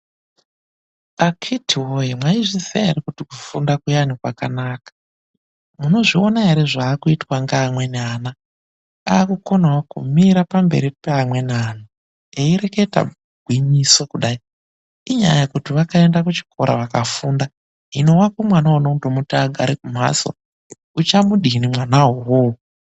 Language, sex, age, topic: Ndau, male, 25-35, health